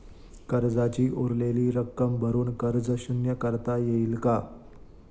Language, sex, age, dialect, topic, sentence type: Marathi, male, 25-30, Standard Marathi, banking, question